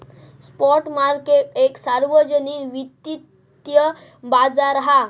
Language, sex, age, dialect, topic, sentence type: Marathi, male, 18-24, Southern Konkan, banking, statement